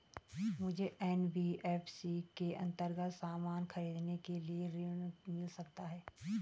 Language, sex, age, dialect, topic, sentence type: Hindi, female, 36-40, Garhwali, banking, question